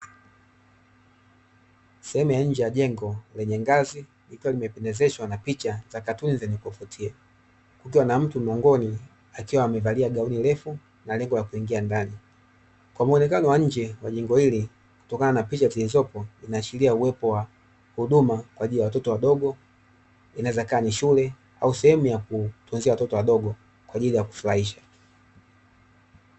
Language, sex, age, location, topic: Swahili, male, 25-35, Dar es Salaam, education